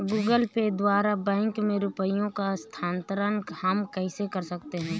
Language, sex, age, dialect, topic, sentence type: Hindi, female, 31-35, Awadhi Bundeli, banking, question